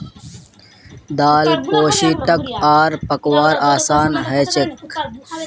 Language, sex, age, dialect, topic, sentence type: Magahi, male, 18-24, Northeastern/Surjapuri, agriculture, statement